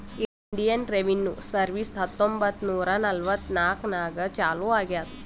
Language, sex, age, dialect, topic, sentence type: Kannada, female, 18-24, Northeastern, banking, statement